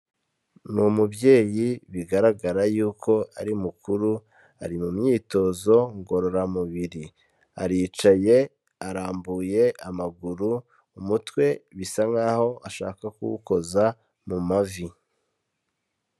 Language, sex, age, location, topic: Kinyarwanda, male, 25-35, Kigali, health